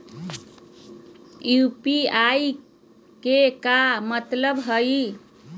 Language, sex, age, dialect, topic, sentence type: Magahi, female, 31-35, Southern, banking, question